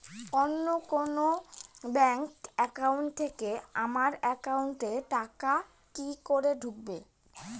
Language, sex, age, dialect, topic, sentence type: Bengali, male, 18-24, Rajbangshi, banking, question